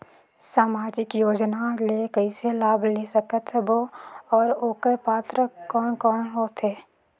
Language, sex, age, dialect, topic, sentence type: Chhattisgarhi, female, 18-24, Northern/Bhandar, banking, question